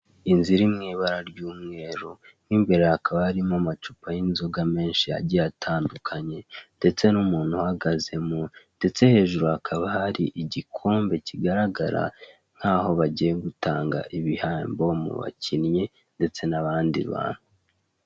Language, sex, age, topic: Kinyarwanda, male, 18-24, finance